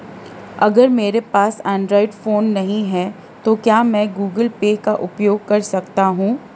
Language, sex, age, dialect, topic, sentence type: Hindi, female, 31-35, Marwari Dhudhari, banking, question